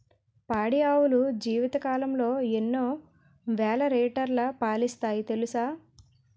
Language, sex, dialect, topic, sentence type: Telugu, female, Utterandhra, agriculture, statement